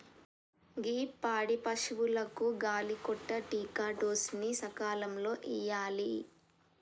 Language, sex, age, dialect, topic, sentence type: Telugu, female, 18-24, Telangana, agriculture, statement